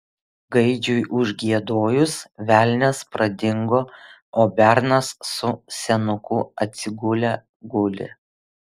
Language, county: Lithuanian, Vilnius